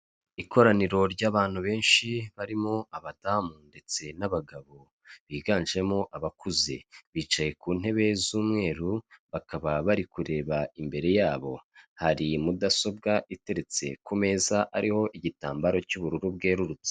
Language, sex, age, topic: Kinyarwanda, male, 25-35, government